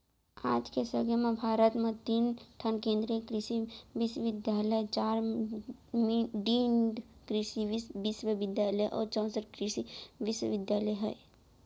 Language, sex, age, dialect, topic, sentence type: Chhattisgarhi, female, 18-24, Central, agriculture, statement